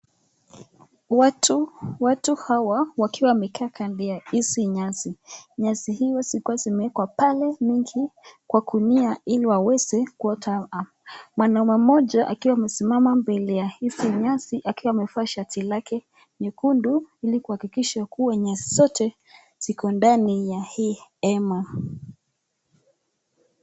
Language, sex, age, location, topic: Swahili, female, 25-35, Nakuru, agriculture